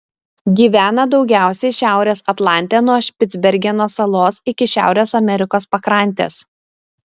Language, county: Lithuanian, Šiauliai